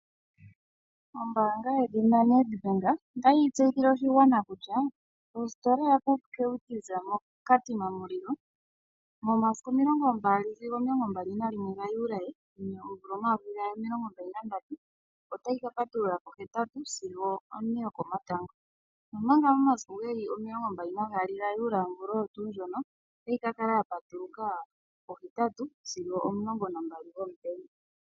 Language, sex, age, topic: Oshiwambo, female, 25-35, finance